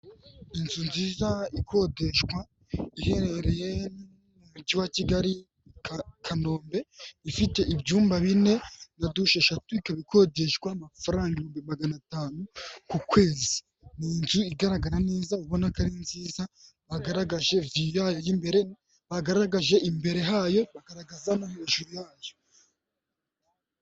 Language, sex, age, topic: Kinyarwanda, male, 18-24, finance